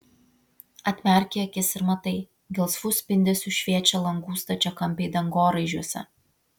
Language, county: Lithuanian, Vilnius